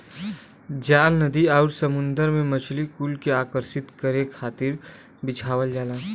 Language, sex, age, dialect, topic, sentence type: Bhojpuri, male, 18-24, Western, agriculture, statement